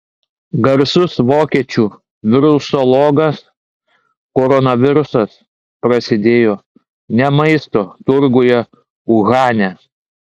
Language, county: Lithuanian, Klaipėda